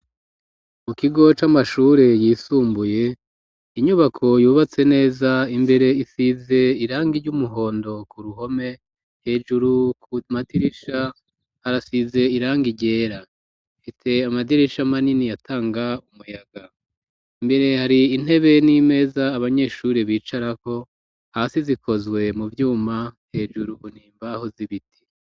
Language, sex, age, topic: Rundi, male, 36-49, education